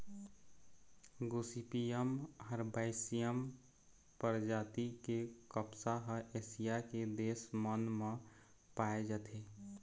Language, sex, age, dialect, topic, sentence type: Chhattisgarhi, male, 25-30, Eastern, agriculture, statement